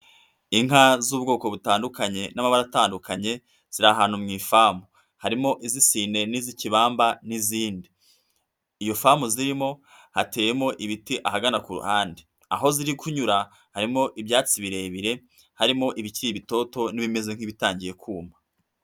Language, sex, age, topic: Kinyarwanda, female, 50+, agriculture